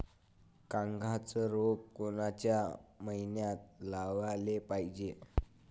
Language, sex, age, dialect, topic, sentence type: Marathi, male, 25-30, Varhadi, agriculture, question